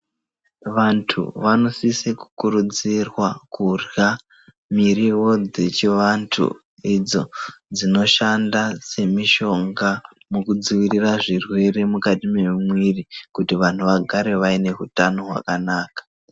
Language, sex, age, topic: Ndau, male, 25-35, health